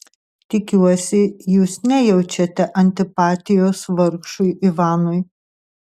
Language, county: Lithuanian, Tauragė